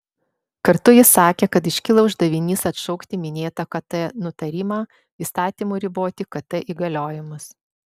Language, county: Lithuanian, Vilnius